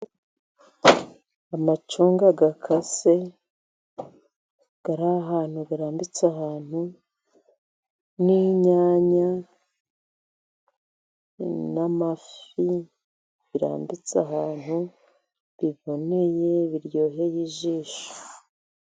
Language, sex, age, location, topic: Kinyarwanda, female, 50+, Musanze, agriculture